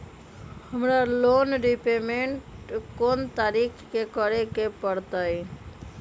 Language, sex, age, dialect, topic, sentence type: Magahi, female, 25-30, Western, banking, question